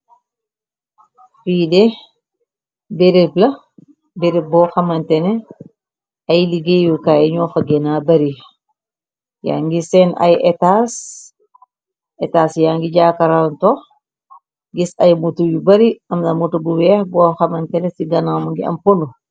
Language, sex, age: Wolof, male, 18-24